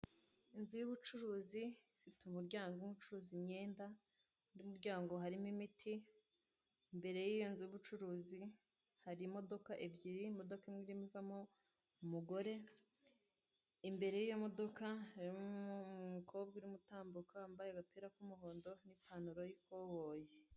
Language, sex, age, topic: Kinyarwanda, female, 18-24, finance